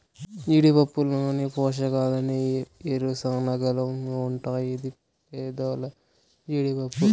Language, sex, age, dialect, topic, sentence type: Telugu, male, 18-24, Southern, agriculture, statement